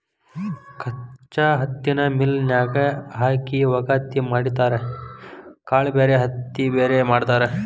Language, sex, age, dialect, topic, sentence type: Kannada, male, 18-24, Dharwad Kannada, agriculture, statement